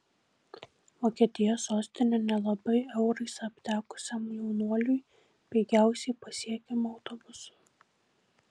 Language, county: Lithuanian, Šiauliai